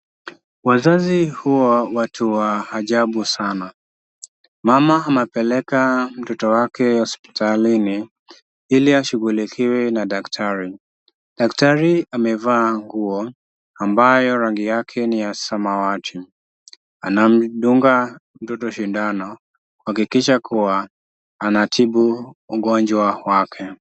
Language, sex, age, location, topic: Swahili, male, 25-35, Kisumu, health